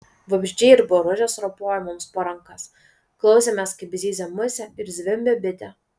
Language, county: Lithuanian, Vilnius